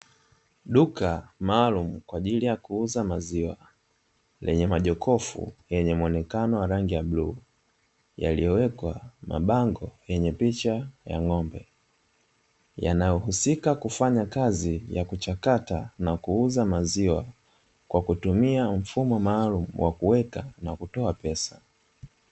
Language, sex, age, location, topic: Swahili, male, 25-35, Dar es Salaam, finance